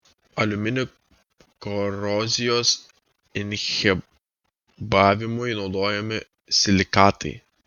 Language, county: Lithuanian, Kaunas